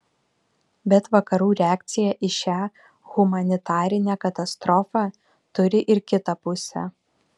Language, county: Lithuanian, Vilnius